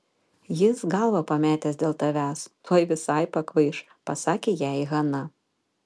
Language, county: Lithuanian, Panevėžys